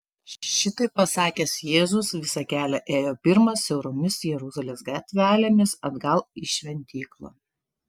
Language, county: Lithuanian, Telšiai